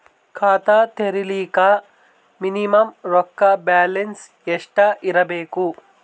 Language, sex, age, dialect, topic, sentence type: Kannada, male, 18-24, Northeastern, banking, question